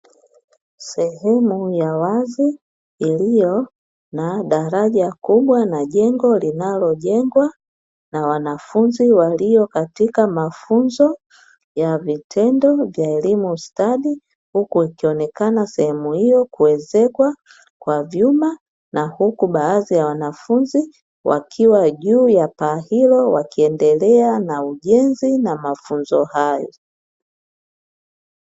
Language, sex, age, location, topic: Swahili, female, 50+, Dar es Salaam, education